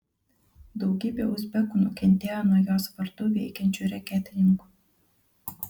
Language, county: Lithuanian, Kaunas